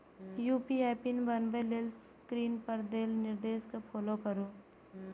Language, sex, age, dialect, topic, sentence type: Maithili, female, 18-24, Eastern / Thethi, banking, statement